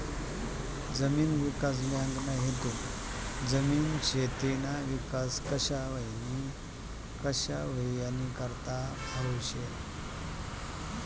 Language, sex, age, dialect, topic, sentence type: Marathi, male, 56-60, Northern Konkan, banking, statement